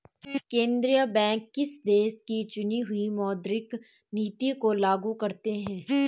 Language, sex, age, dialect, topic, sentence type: Hindi, female, 25-30, Garhwali, banking, statement